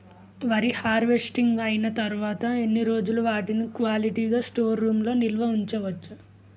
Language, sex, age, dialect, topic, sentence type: Telugu, male, 25-30, Utterandhra, agriculture, question